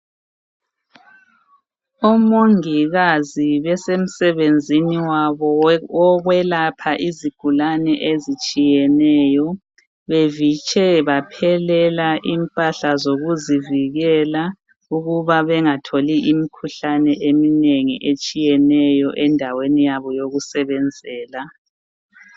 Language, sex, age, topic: North Ndebele, female, 36-49, health